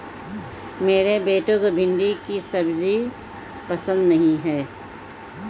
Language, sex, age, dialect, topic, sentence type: Hindi, female, 18-24, Hindustani Malvi Khadi Boli, agriculture, statement